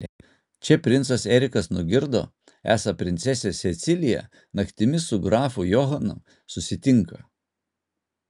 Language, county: Lithuanian, Utena